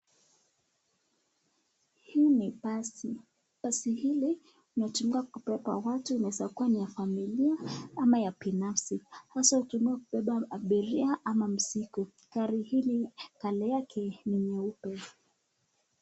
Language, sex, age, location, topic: Swahili, female, 18-24, Nakuru, finance